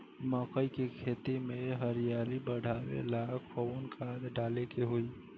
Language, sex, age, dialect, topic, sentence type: Bhojpuri, female, 18-24, Southern / Standard, agriculture, question